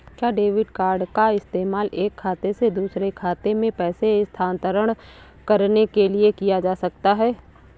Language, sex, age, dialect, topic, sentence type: Hindi, female, 18-24, Awadhi Bundeli, banking, question